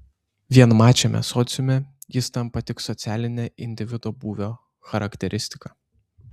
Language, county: Lithuanian, Šiauliai